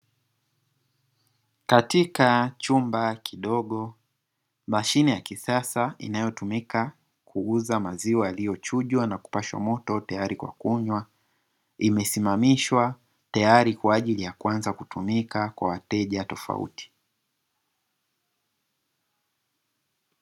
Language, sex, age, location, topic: Swahili, male, 18-24, Dar es Salaam, finance